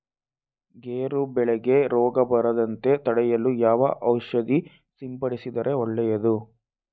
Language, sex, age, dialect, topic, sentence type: Kannada, male, 18-24, Coastal/Dakshin, agriculture, question